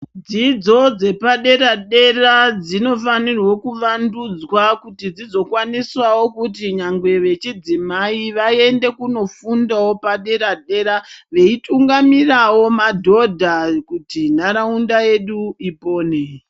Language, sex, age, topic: Ndau, male, 50+, education